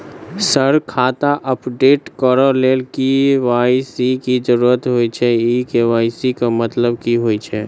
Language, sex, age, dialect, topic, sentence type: Maithili, male, 25-30, Southern/Standard, banking, question